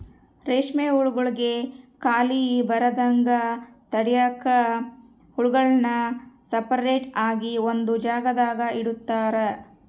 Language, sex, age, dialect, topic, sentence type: Kannada, female, 60-100, Central, agriculture, statement